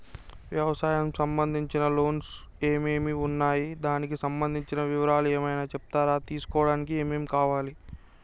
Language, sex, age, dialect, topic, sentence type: Telugu, male, 60-100, Telangana, banking, question